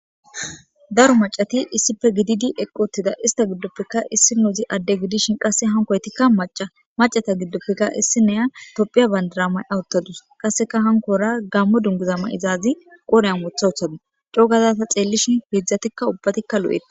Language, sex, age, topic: Gamo, female, 18-24, government